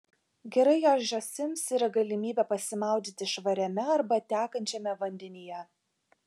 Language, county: Lithuanian, Vilnius